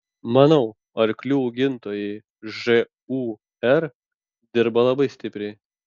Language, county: Lithuanian, Panevėžys